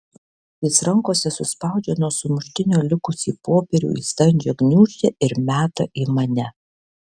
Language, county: Lithuanian, Alytus